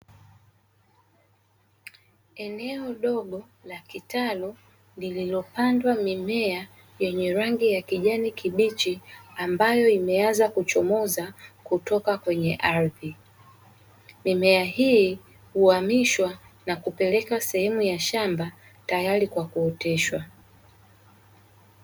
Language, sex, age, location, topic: Swahili, female, 18-24, Dar es Salaam, agriculture